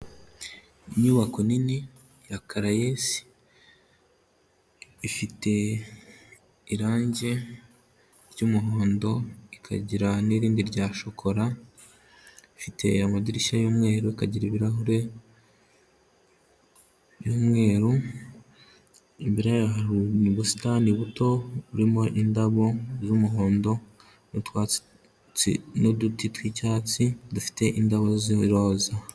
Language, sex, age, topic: Kinyarwanda, male, 18-24, health